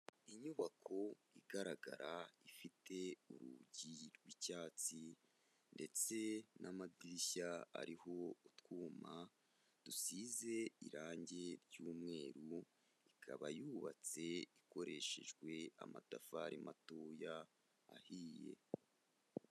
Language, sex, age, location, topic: Kinyarwanda, male, 18-24, Kigali, education